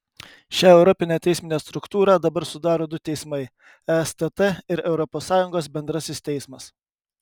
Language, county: Lithuanian, Kaunas